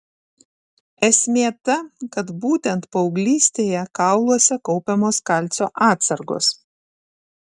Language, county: Lithuanian, Šiauliai